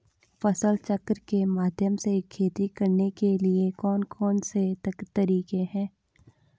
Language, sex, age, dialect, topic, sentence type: Hindi, female, 18-24, Garhwali, agriculture, question